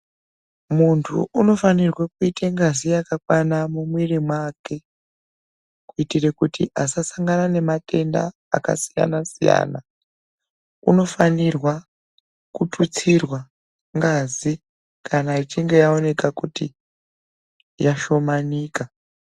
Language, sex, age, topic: Ndau, female, 36-49, health